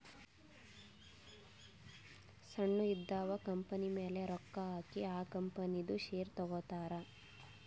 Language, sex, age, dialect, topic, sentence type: Kannada, female, 18-24, Northeastern, banking, statement